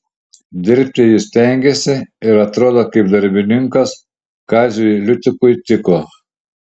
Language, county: Lithuanian, Šiauliai